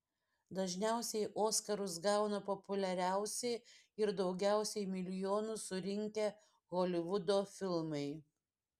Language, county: Lithuanian, Šiauliai